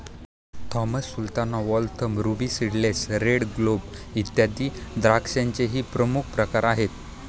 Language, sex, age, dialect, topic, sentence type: Marathi, male, 18-24, Standard Marathi, agriculture, statement